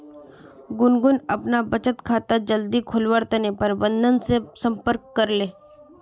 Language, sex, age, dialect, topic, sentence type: Magahi, female, 36-40, Northeastern/Surjapuri, banking, statement